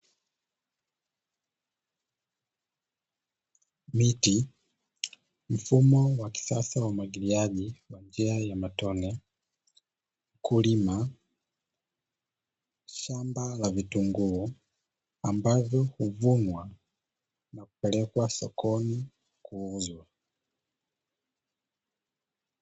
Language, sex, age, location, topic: Swahili, male, 18-24, Dar es Salaam, agriculture